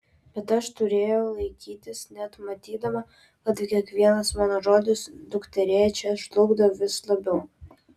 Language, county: Lithuanian, Vilnius